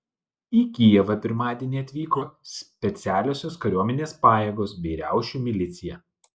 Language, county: Lithuanian, Klaipėda